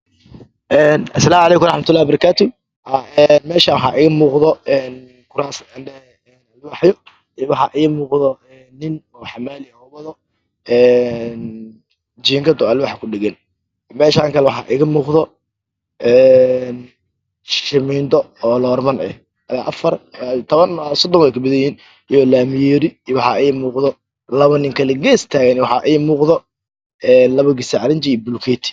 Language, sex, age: Somali, male, 25-35